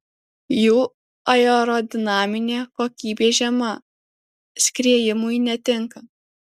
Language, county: Lithuanian, Alytus